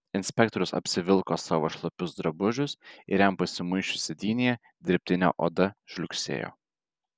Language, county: Lithuanian, Vilnius